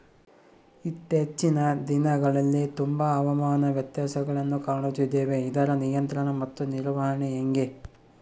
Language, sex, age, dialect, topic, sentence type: Kannada, male, 41-45, Central, agriculture, question